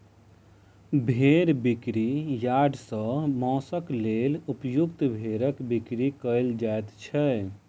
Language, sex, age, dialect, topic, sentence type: Maithili, male, 31-35, Southern/Standard, agriculture, statement